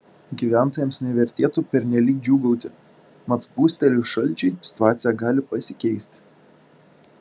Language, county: Lithuanian, Šiauliai